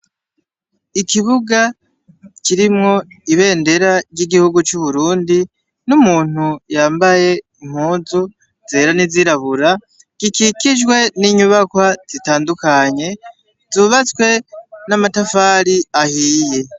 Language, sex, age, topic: Rundi, male, 18-24, education